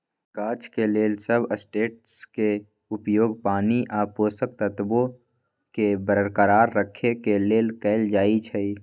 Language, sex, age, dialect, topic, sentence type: Magahi, male, 18-24, Western, agriculture, statement